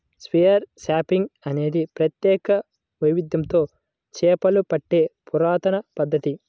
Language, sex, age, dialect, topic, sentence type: Telugu, male, 18-24, Central/Coastal, agriculture, statement